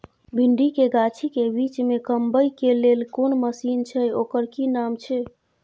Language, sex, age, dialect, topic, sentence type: Maithili, female, 41-45, Bajjika, agriculture, question